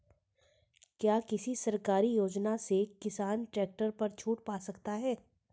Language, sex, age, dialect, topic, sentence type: Hindi, female, 41-45, Hindustani Malvi Khadi Boli, agriculture, question